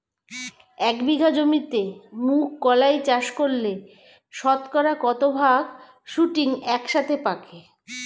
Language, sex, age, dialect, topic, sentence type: Bengali, female, 41-45, Standard Colloquial, agriculture, question